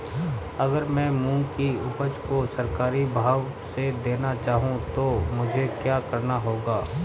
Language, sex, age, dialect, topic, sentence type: Hindi, male, 36-40, Marwari Dhudhari, agriculture, question